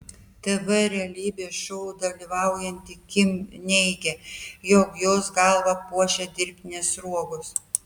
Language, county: Lithuanian, Telšiai